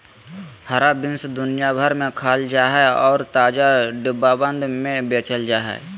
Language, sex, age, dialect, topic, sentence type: Magahi, male, 31-35, Southern, agriculture, statement